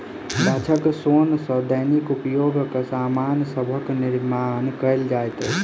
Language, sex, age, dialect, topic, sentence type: Maithili, male, 25-30, Southern/Standard, agriculture, statement